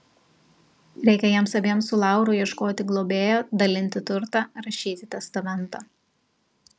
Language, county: Lithuanian, Telšiai